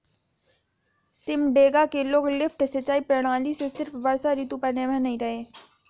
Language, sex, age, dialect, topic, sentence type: Hindi, female, 56-60, Hindustani Malvi Khadi Boli, agriculture, statement